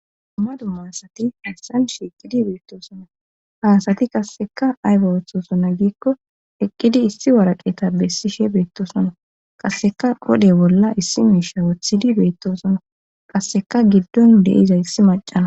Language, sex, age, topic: Gamo, female, 18-24, government